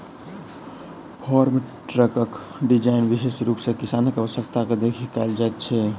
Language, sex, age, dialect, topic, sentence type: Maithili, male, 18-24, Southern/Standard, agriculture, statement